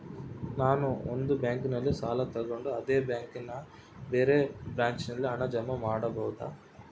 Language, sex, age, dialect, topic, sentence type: Kannada, male, 25-30, Central, banking, question